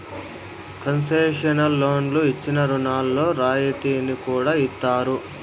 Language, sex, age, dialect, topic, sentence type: Telugu, male, 25-30, Southern, banking, statement